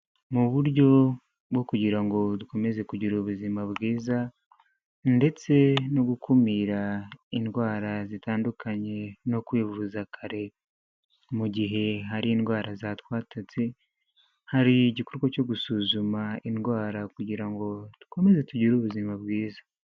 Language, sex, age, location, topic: Kinyarwanda, male, 25-35, Huye, health